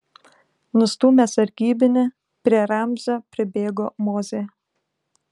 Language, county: Lithuanian, Klaipėda